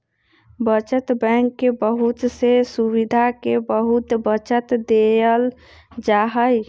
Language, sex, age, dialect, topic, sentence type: Magahi, male, 25-30, Western, banking, statement